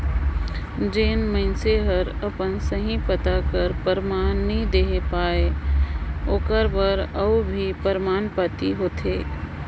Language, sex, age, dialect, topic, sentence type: Chhattisgarhi, female, 56-60, Northern/Bhandar, banking, statement